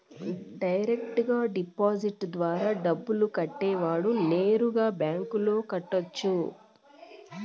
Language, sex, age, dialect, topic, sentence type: Telugu, female, 41-45, Southern, banking, statement